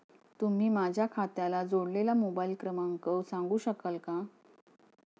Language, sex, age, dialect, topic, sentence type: Marathi, female, 41-45, Standard Marathi, banking, question